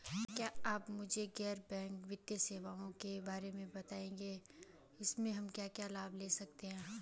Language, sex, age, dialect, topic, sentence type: Hindi, female, 25-30, Garhwali, banking, question